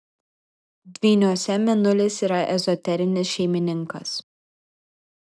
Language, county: Lithuanian, Vilnius